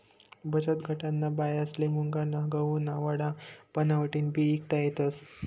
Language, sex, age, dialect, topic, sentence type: Marathi, male, 18-24, Northern Konkan, banking, statement